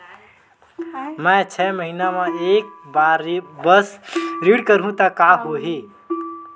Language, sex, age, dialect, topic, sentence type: Chhattisgarhi, male, 25-30, Western/Budati/Khatahi, banking, question